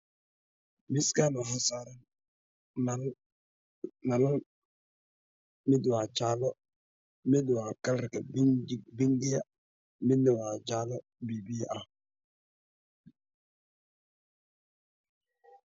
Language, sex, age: Somali, male, 25-35